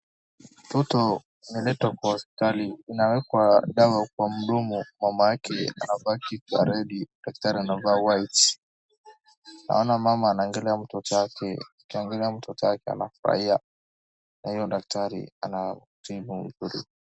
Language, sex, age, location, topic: Swahili, male, 18-24, Wajir, health